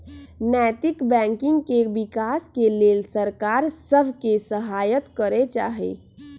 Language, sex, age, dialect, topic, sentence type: Magahi, female, 25-30, Western, banking, statement